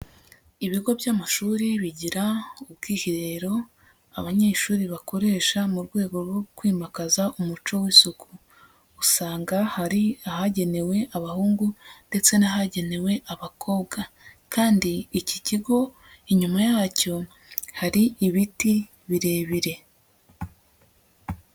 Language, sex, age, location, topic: Kinyarwanda, female, 18-24, Huye, education